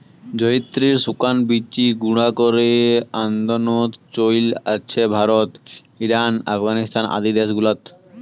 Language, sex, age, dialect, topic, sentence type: Bengali, male, 18-24, Rajbangshi, agriculture, statement